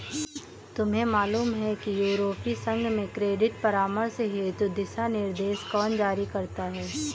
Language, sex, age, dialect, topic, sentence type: Hindi, female, 18-24, Awadhi Bundeli, banking, statement